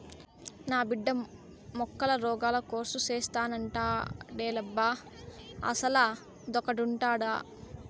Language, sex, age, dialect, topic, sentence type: Telugu, female, 18-24, Southern, agriculture, statement